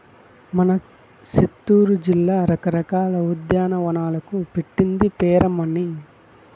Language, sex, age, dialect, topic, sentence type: Telugu, male, 25-30, Southern, agriculture, statement